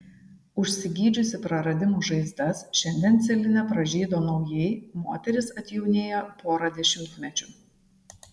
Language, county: Lithuanian, Šiauliai